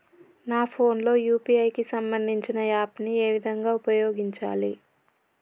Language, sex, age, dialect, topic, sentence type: Telugu, male, 31-35, Telangana, banking, question